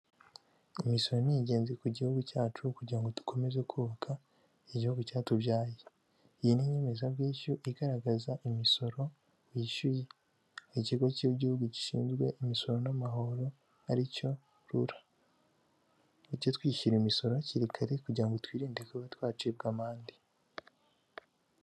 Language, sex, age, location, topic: Kinyarwanda, male, 18-24, Kigali, finance